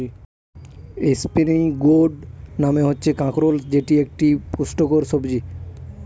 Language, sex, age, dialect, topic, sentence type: Bengali, male, 18-24, Northern/Varendri, agriculture, statement